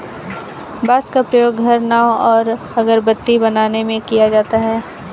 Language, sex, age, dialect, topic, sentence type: Hindi, female, 18-24, Kanauji Braj Bhasha, agriculture, statement